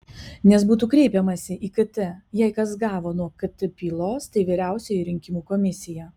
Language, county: Lithuanian, Kaunas